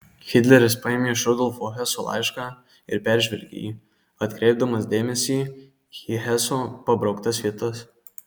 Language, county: Lithuanian, Marijampolė